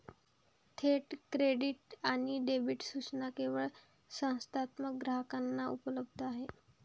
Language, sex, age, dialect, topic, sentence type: Marathi, female, 18-24, Varhadi, banking, statement